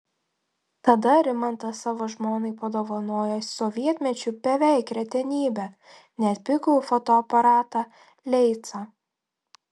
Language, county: Lithuanian, Telšiai